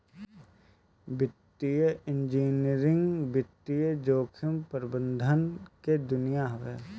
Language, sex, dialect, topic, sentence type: Bhojpuri, male, Northern, banking, statement